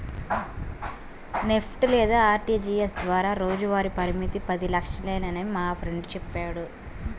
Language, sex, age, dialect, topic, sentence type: Telugu, female, 18-24, Central/Coastal, banking, statement